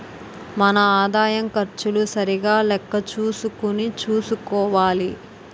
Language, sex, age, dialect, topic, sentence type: Telugu, female, 18-24, Utterandhra, banking, statement